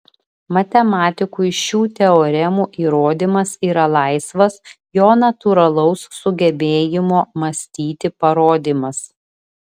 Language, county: Lithuanian, Vilnius